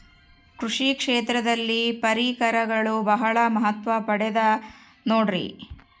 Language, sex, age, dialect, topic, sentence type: Kannada, female, 31-35, Central, agriculture, question